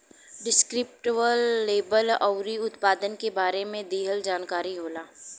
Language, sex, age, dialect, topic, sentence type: Bhojpuri, female, 18-24, Western, banking, statement